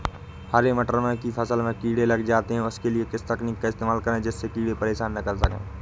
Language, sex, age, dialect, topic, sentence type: Hindi, male, 18-24, Awadhi Bundeli, agriculture, question